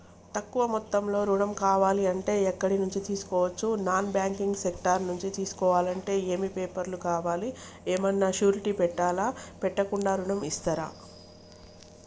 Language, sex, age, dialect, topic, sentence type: Telugu, female, 46-50, Telangana, banking, question